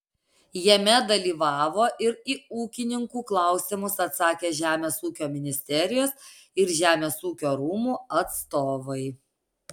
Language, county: Lithuanian, Alytus